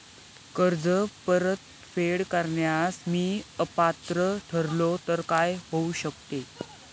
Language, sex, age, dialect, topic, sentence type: Marathi, male, 18-24, Standard Marathi, banking, question